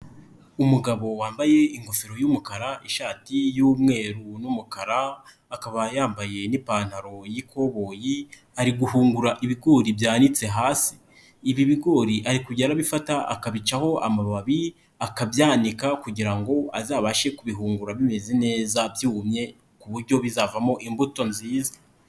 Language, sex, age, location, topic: Kinyarwanda, male, 25-35, Nyagatare, agriculture